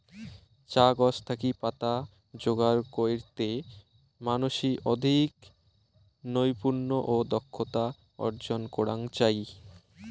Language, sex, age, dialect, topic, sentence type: Bengali, male, 18-24, Rajbangshi, agriculture, statement